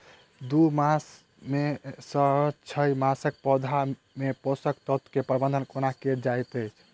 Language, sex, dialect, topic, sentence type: Maithili, male, Southern/Standard, agriculture, question